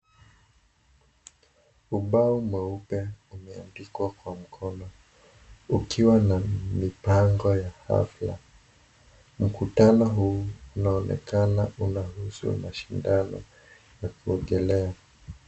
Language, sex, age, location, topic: Swahili, male, 18-24, Kisii, education